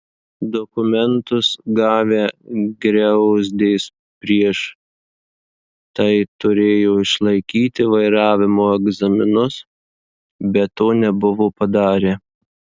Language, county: Lithuanian, Marijampolė